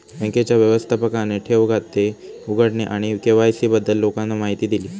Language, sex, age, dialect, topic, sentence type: Marathi, male, 18-24, Standard Marathi, banking, statement